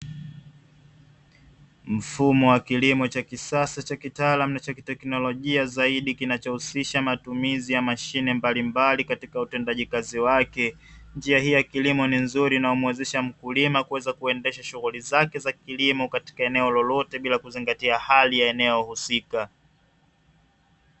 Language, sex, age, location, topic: Swahili, male, 25-35, Dar es Salaam, agriculture